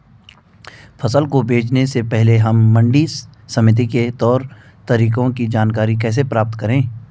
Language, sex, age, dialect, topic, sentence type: Hindi, male, 25-30, Garhwali, agriculture, question